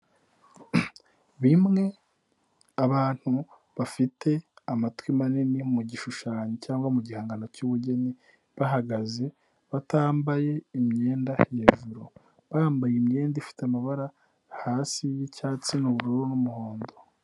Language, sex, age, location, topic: Kinyarwanda, male, 18-24, Nyagatare, education